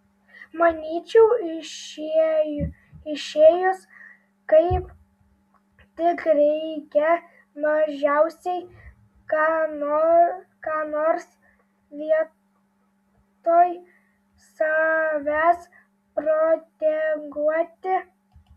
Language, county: Lithuanian, Telšiai